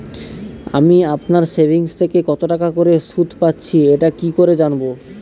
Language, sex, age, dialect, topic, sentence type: Bengali, male, 18-24, Northern/Varendri, banking, question